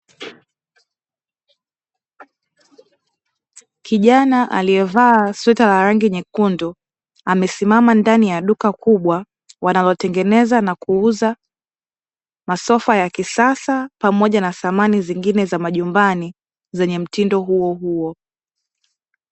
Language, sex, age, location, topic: Swahili, female, 18-24, Dar es Salaam, finance